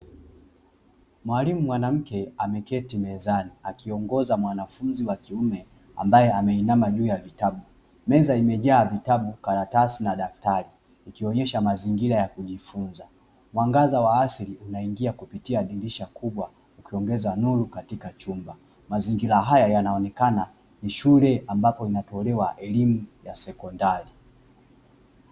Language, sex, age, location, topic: Swahili, male, 25-35, Dar es Salaam, education